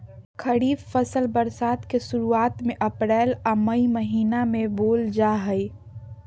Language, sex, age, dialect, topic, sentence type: Magahi, female, 41-45, Southern, agriculture, statement